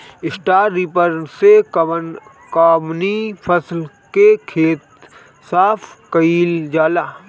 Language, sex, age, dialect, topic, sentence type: Bhojpuri, male, 18-24, Northern, agriculture, question